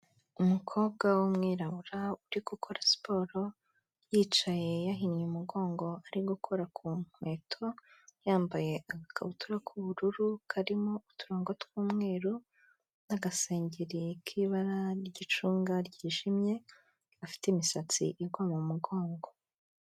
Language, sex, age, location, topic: Kinyarwanda, female, 25-35, Kigali, health